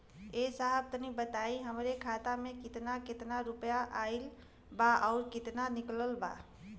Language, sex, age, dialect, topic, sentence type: Bhojpuri, female, 31-35, Western, banking, question